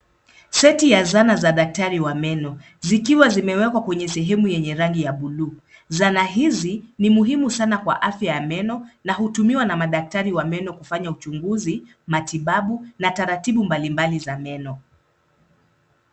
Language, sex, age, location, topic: Swahili, female, 25-35, Nairobi, health